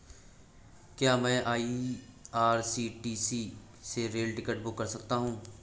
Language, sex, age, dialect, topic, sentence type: Hindi, male, 18-24, Awadhi Bundeli, banking, question